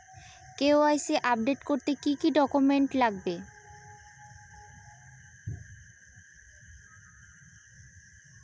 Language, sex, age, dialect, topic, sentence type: Bengali, female, 18-24, Northern/Varendri, banking, question